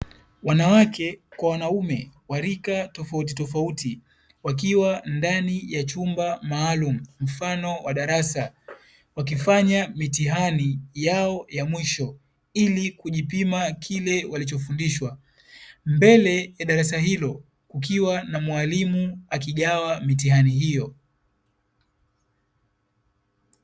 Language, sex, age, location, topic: Swahili, male, 25-35, Dar es Salaam, education